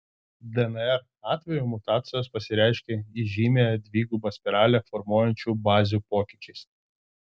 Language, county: Lithuanian, Vilnius